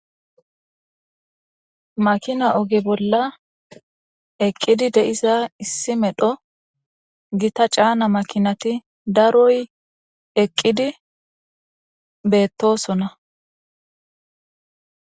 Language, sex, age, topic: Gamo, female, 25-35, government